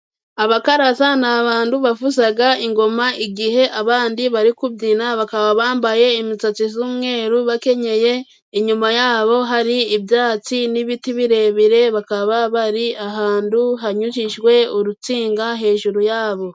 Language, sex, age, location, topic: Kinyarwanda, female, 25-35, Musanze, government